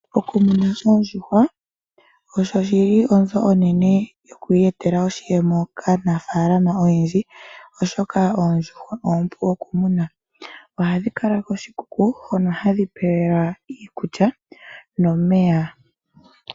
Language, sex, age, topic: Oshiwambo, female, 25-35, agriculture